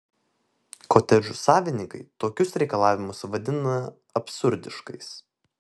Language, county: Lithuanian, Vilnius